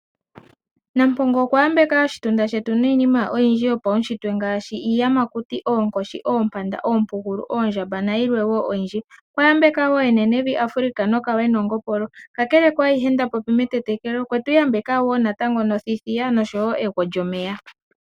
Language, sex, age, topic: Oshiwambo, female, 18-24, agriculture